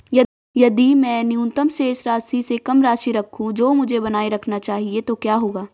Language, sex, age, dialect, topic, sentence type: Hindi, female, 18-24, Marwari Dhudhari, banking, question